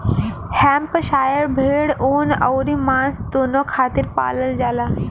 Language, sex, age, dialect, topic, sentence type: Bhojpuri, female, 18-24, Western, agriculture, statement